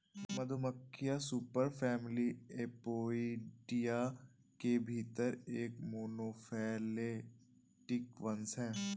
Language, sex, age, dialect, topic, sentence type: Hindi, male, 18-24, Awadhi Bundeli, agriculture, statement